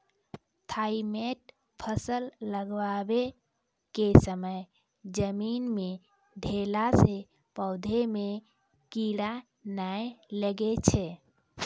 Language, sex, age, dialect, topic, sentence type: Maithili, female, 25-30, Angika, agriculture, question